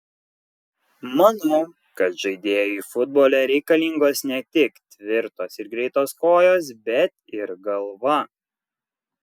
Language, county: Lithuanian, Kaunas